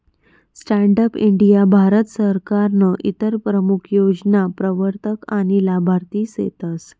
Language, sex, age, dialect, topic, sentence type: Marathi, female, 31-35, Northern Konkan, banking, statement